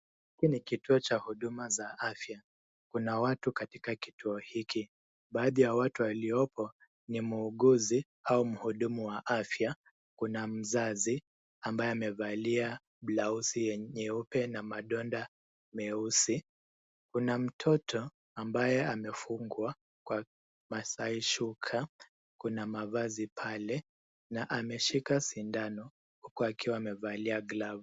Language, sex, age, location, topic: Swahili, male, 25-35, Nairobi, health